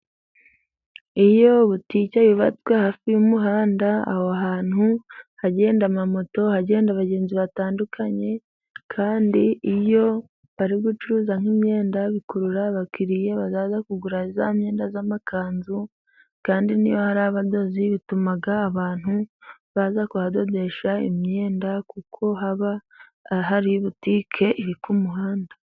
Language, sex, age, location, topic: Kinyarwanda, female, 18-24, Musanze, finance